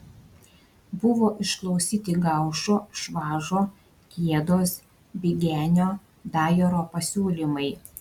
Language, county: Lithuanian, Šiauliai